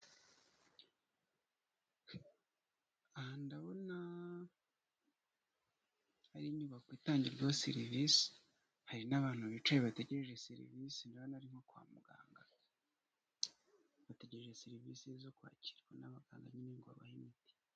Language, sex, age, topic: Kinyarwanda, male, 25-35, health